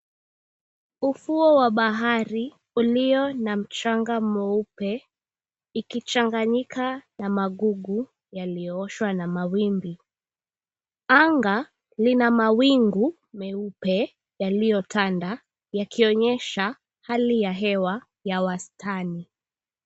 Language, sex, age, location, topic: Swahili, female, 18-24, Mombasa, government